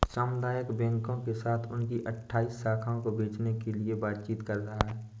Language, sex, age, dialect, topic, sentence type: Hindi, male, 18-24, Awadhi Bundeli, banking, statement